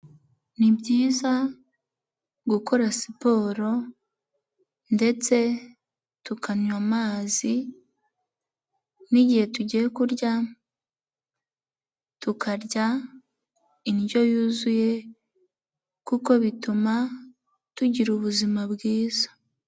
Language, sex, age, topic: Kinyarwanda, female, 18-24, health